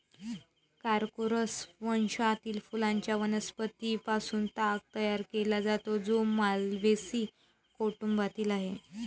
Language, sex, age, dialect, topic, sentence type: Marathi, female, 31-35, Varhadi, agriculture, statement